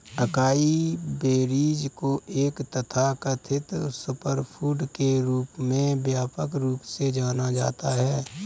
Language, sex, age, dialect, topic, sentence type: Hindi, male, 25-30, Kanauji Braj Bhasha, agriculture, statement